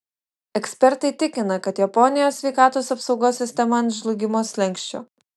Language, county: Lithuanian, Utena